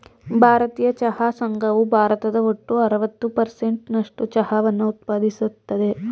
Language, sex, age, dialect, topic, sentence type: Kannada, male, 36-40, Mysore Kannada, agriculture, statement